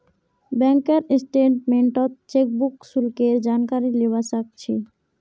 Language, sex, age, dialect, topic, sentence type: Magahi, male, 41-45, Northeastern/Surjapuri, banking, statement